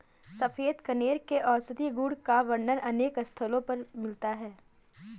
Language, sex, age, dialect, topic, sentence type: Hindi, female, 18-24, Kanauji Braj Bhasha, agriculture, statement